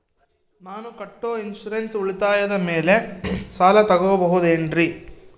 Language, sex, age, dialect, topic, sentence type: Kannada, male, 18-24, Central, banking, question